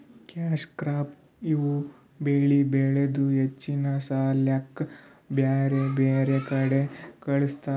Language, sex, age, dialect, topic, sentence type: Kannada, male, 18-24, Northeastern, agriculture, statement